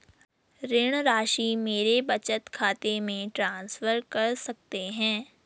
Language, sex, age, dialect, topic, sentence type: Hindi, female, 18-24, Garhwali, banking, question